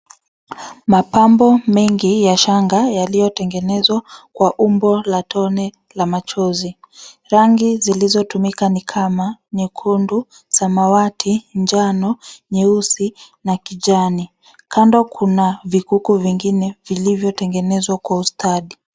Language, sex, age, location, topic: Swahili, female, 25-35, Nairobi, finance